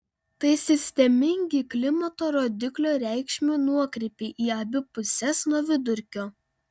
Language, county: Lithuanian, Panevėžys